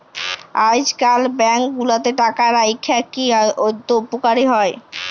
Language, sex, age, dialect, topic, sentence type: Bengali, female, <18, Jharkhandi, banking, statement